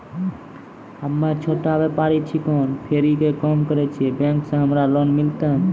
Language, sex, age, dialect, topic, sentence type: Maithili, male, 18-24, Angika, banking, question